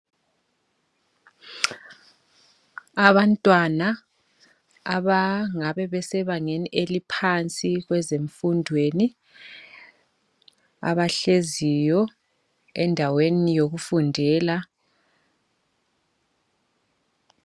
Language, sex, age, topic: North Ndebele, male, 25-35, education